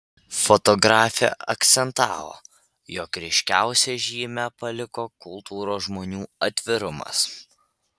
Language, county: Lithuanian, Vilnius